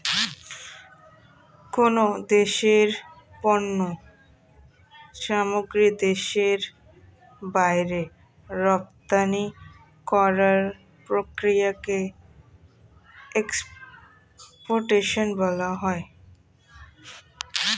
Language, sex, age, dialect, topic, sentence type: Bengali, female, <18, Standard Colloquial, banking, statement